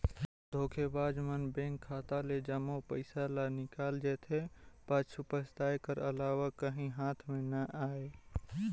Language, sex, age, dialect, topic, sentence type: Chhattisgarhi, male, 18-24, Northern/Bhandar, banking, statement